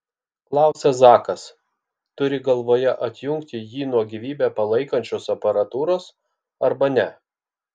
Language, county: Lithuanian, Kaunas